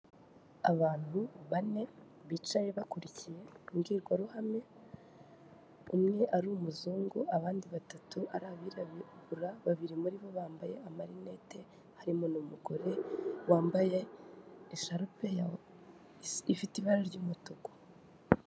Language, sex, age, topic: Kinyarwanda, female, 18-24, government